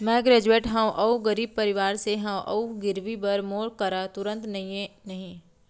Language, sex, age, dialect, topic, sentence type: Chhattisgarhi, female, 31-35, Central, banking, question